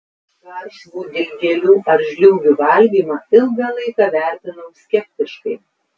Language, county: Lithuanian, Tauragė